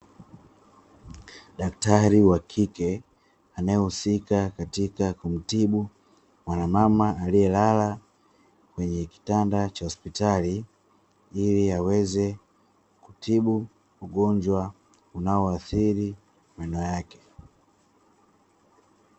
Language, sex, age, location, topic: Swahili, male, 25-35, Dar es Salaam, health